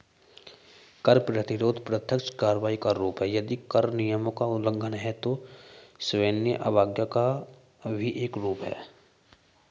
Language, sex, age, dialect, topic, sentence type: Hindi, male, 18-24, Hindustani Malvi Khadi Boli, banking, statement